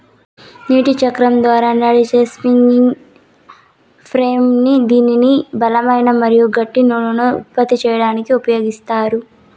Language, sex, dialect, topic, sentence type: Telugu, female, Southern, agriculture, statement